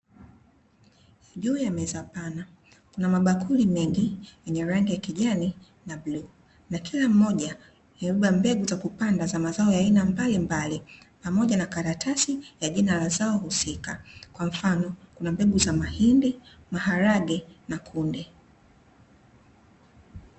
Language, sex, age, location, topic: Swahili, female, 25-35, Dar es Salaam, agriculture